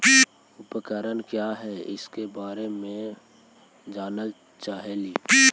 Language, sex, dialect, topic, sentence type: Magahi, male, Central/Standard, agriculture, question